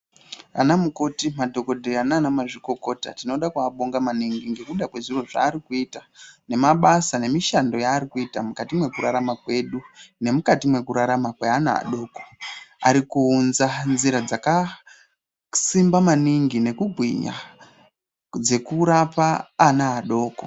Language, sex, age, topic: Ndau, female, 36-49, health